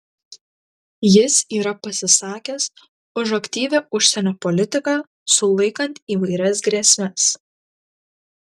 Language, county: Lithuanian, Kaunas